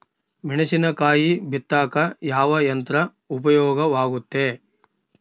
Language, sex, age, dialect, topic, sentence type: Kannada, male, 36-40, Central, agriculture, question